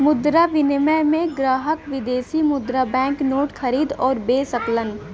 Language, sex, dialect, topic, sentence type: Bhojpuri, female, Western, banking, statement